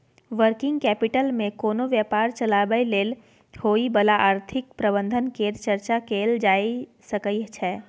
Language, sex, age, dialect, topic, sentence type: Maithili, female, 18-24, Bajjika, banking, statement